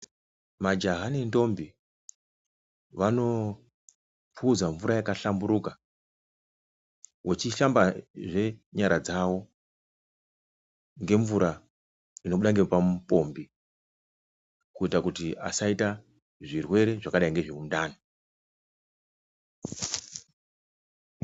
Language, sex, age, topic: Ndau, male, 36-49, health